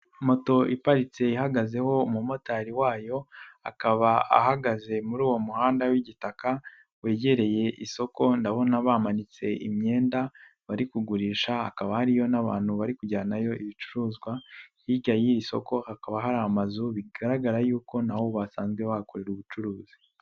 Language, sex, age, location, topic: Kinyarwanda, male, 18-24, Nyagatare, finance